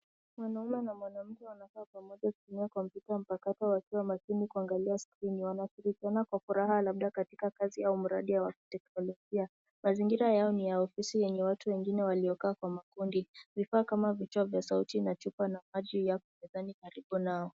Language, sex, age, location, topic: Swahili, female, 18-24, Nairobi, education